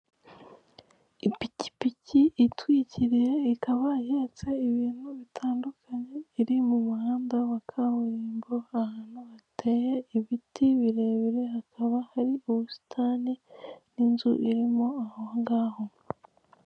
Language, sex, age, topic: Kinyarwanda, female, 25-35, government